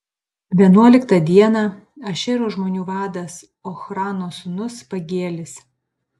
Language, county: Lithuanian, Panevėžys